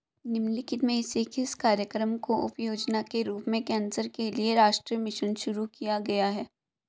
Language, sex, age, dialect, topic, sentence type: Hindi, female, 25-30, Hindustani Malvi Khadi Boli, banking, question